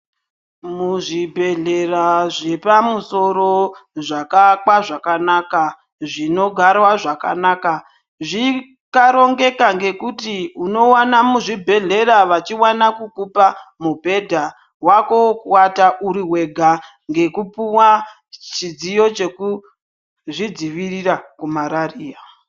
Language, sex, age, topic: Ndau, female, 36-49, health